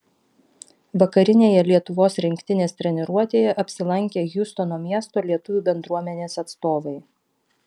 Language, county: Lithuanian, Vilnius